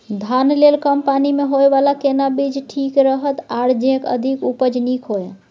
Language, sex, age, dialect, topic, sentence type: Maithili, female, 18-24, Bajjika, agriculture, question